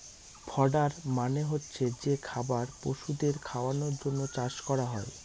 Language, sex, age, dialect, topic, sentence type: Bengali, male, 18-24, Northern/Varendri, agriculture, statement